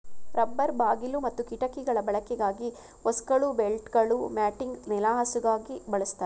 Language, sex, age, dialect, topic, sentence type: Kannada, female, 56-60, Mysore Kannada, agriculture, statement